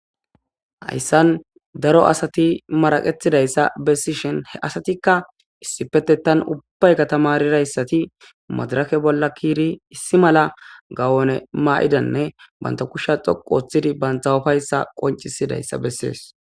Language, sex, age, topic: Gamo, male, 18-24, government